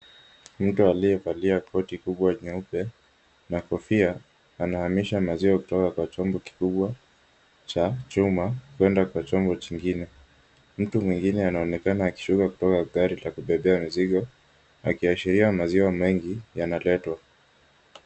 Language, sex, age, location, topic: Swahili, male, 18-24, Kisumu, agriculture